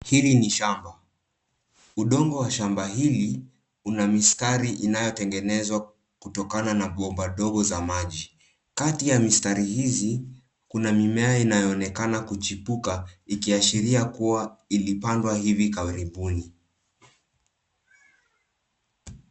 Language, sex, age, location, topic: Swahili, male, 18-24, Nairobi, agriculture